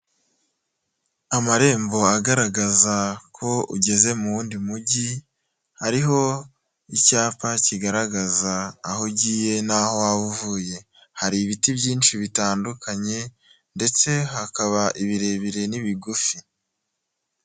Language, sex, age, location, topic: Kinyarwanda, male, 18-24, Nyagatare, government